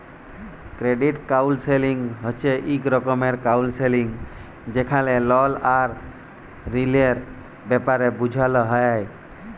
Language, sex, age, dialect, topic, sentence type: Bengali, male, 18-24, Jharkhandi, banking, statement